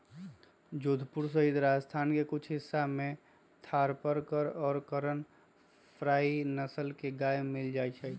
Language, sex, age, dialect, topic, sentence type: Magahi, male, 25-30, Western, agriculture, statement